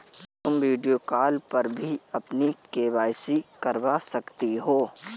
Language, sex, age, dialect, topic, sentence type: Hindi, male, 18-24, Marwari Dhudhari, banking, statement